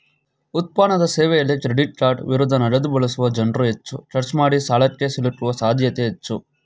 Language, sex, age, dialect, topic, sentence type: Kannada, male, 18-24, Mysore Kannada, banking, statement